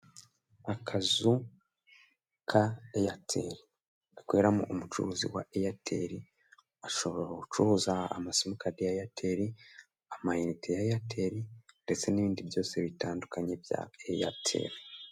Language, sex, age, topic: Kinyarwanda, male, 18-24, finance